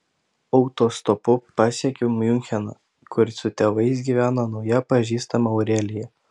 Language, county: Lithuanian, Panevėžys